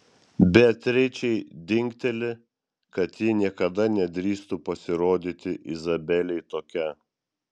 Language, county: Lithuanian, Vilnius